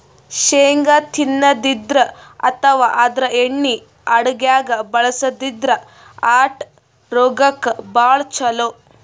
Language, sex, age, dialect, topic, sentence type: Kannada, female, 18-24, Northeastern, agriculture, statement